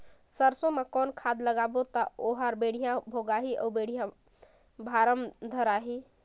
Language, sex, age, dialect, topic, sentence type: Chhattisgarhi, female, 25-30, Northern/Bhandar, agriculture, question